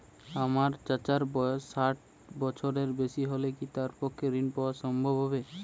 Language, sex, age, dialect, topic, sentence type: Bengali, male, 18-24, Western, banking, statement